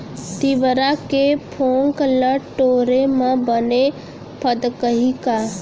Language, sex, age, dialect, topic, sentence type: Chhattisgarhi, female, 36-40, Central, agriculture, question